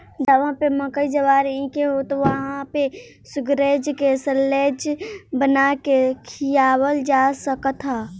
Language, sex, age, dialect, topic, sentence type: Bhojpuri, male, 18-24, Northern, agriculture, statement